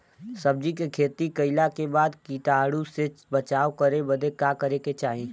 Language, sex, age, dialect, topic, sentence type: Bhojpuri, female, 18-24, Western, agriculture, question